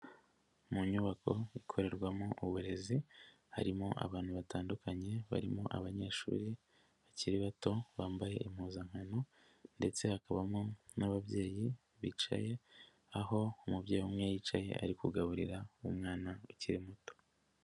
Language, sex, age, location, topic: Kinyarwanda, male, 50+, Nyagatare, education